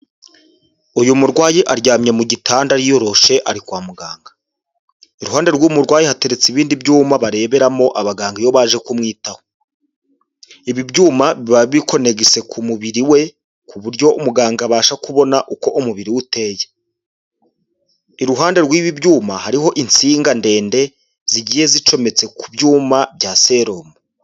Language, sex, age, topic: Kinyarwanda, male, 25-35, health